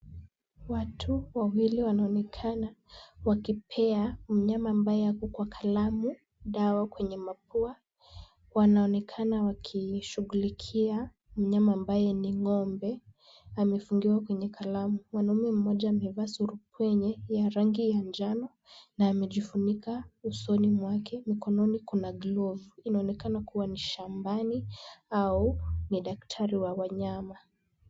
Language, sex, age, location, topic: Swahili, female, 18-24, Kisumu, health